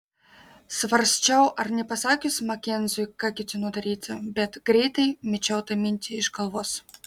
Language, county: Lithuanian, Marijampolė